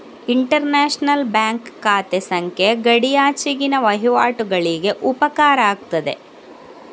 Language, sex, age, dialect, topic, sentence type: Kannada, female, 41-45, Coastal/Dakshin, banking, statement